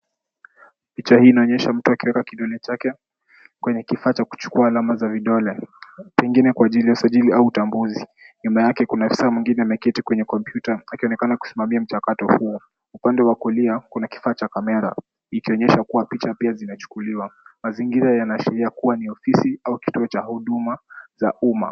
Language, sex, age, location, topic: Swahili, male, 18-24, Kisumu, government